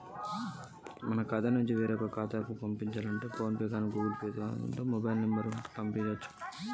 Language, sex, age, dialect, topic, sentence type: Telugu, male, 25-30, Telangana, banking, question